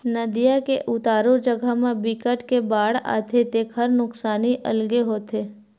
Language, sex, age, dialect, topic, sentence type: Chhattisgarhi, female, 25-30, Western/Budati/Khatahi, agriculture, statement